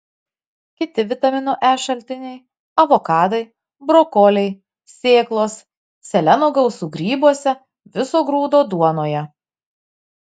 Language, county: Lithuanian, Marijampolė